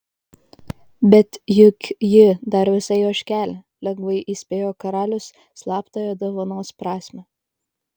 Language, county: Lithuanian, Kaunas